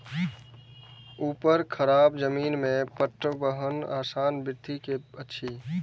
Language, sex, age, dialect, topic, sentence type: Maithili, male, 18-24, Eastern / Thethi, agriculture, question